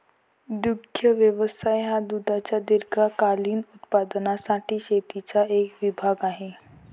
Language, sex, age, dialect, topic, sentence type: Marathi, female, 18-24, Varhadi, agriculture, statement